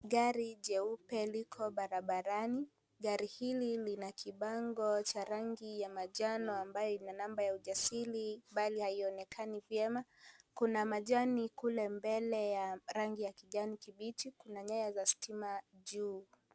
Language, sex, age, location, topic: Swahili, female, 18-24, Kisii, finance